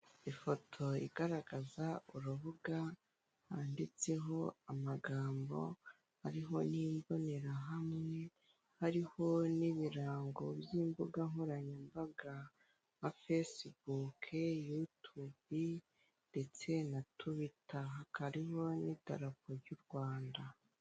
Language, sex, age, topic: Kinyarwanda, female, 18-24, government